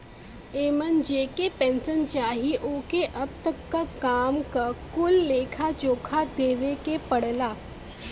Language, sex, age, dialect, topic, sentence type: Bhojpuri, female, 18-24, Western, banking, statement